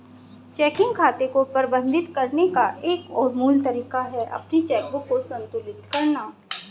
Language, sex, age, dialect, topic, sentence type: Hindi, female, 25-30, Hindustani Malvi Khadi Boli, banking, statement